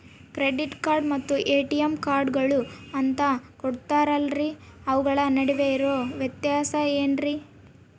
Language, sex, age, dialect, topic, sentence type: Kannada, female, 18-24, Central, banking, question